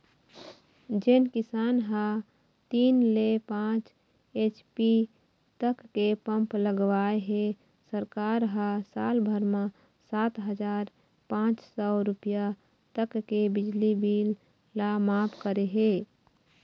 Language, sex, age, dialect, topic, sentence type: Chhattisgarhi, female, 25-30, Eastern, agriculture, statement